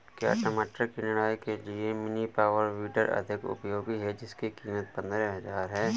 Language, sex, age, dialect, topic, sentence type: Hindi, male, 31-35, Awadhi Bundeli, agriculture, question